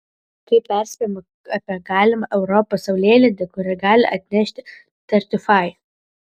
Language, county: Lithuanian, Vilnius